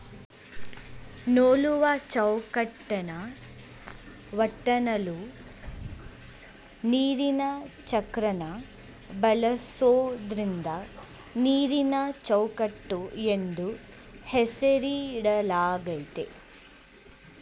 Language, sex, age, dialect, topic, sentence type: Kannada, female, 18-24, Mysore Kannada, agriculture, statement